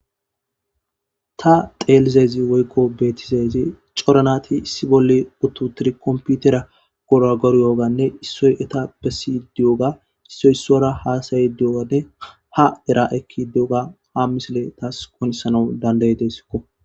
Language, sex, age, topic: Gamo, male, 18-24, government